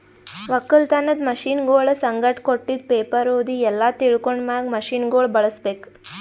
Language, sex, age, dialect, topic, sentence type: Kannada, female, 25-30, Northeastern, agriculture, statement